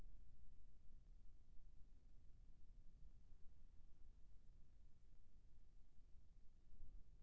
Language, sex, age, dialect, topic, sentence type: Chhattisgarhi, male, 56-60, Eastern, banking, question